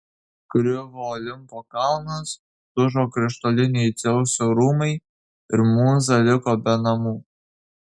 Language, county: Lithuanian, Kaunas